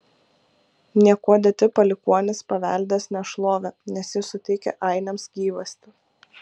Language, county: Lithuanian, Kaunas